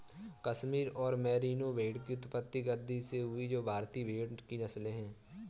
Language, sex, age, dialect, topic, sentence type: Hindi, female, 18-24, Kanauji Braj Bhasha, agriculture, statement